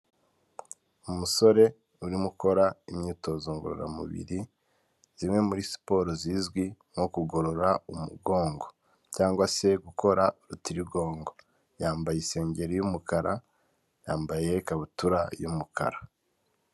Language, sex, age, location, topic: Kinyarwanda, male, 25-35, Kigali, health